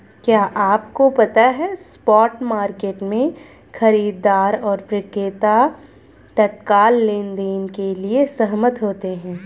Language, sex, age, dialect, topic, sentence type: Hindi, female, 25-30, Hindustani Malvi Khadi Boli, banking, statement